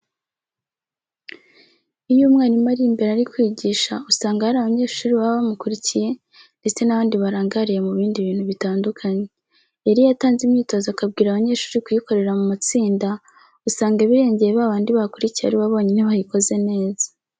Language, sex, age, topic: Kinyarwanda, female, 18-24, education